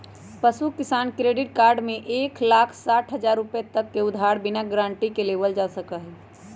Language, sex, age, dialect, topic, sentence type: Magahi, female, 25-30, Western, agriculture, statement